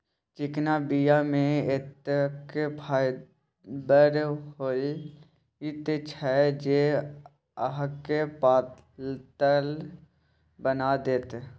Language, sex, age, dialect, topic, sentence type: Maithili, male, 18-24, Bajjika, agriculture, statement